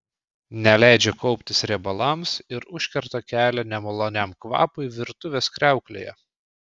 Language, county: Lithuanian, Klaipėda